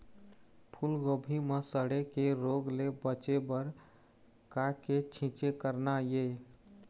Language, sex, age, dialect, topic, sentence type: Chhattisgarhi, male, 18-24, Eastern, agriculture, question